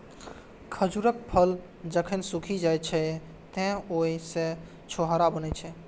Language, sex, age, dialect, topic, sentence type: Maithili, male, 18-24, Eastern / Thethi, agriculture, statement